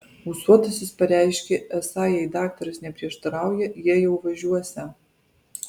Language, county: Lithuanian, Alytus